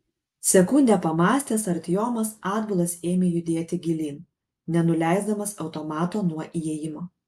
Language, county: Lithuanian, Kaunas